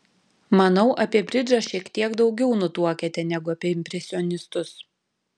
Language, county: Lithuanian, Panevėžys